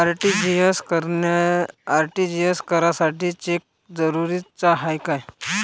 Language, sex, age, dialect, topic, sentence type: Marathi, male, 25-30, Varhadi, banking, question